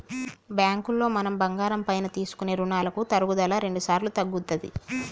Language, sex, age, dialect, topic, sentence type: Telugu, female, 51-55, Telangana, banking, statement